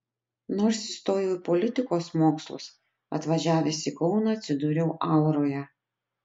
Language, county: Lithuanian, Utena